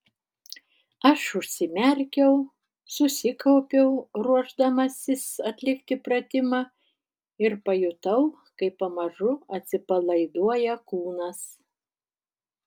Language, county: Lithuanian, Tauragė